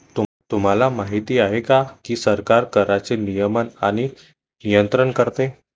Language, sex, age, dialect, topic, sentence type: Marathi, male, 18-24, Varhadi, banking, statement